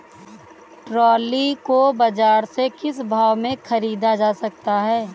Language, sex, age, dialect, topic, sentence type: Hindi, female, 18-24, Awadhi Bundeli, agriculture, question